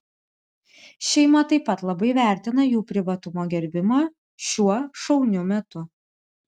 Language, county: Lithuanian, Vilnius